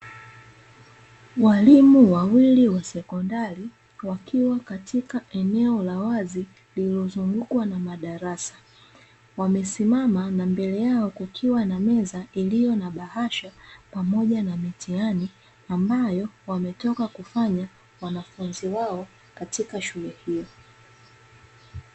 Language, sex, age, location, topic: Swahili, female, 25-35, Dar es Salaam, education